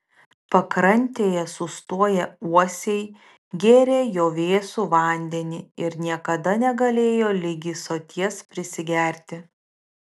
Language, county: Lithuanian, Vilnius